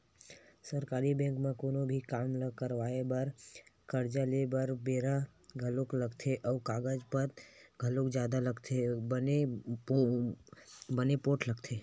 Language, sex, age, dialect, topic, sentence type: Chhattisgarhi, male, 18-24, Western/Budati/Khatahi, banking, statement